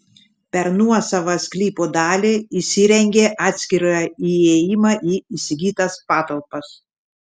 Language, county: Lithuanian, Šiauliai